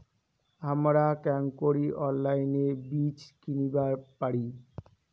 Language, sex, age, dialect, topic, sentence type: Bengali, male, 18-24, Rajbangshi, agriculture, statement